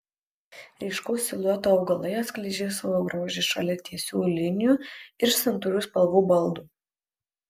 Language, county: Lithuanian, Kaunas